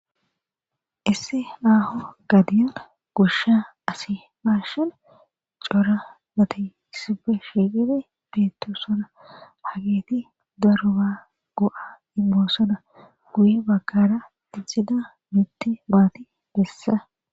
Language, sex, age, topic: Gamo, female, 18-24, agriculture